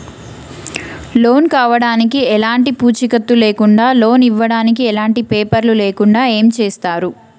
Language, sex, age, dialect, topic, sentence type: Telugu, female, 31-35, Telangana, banking, question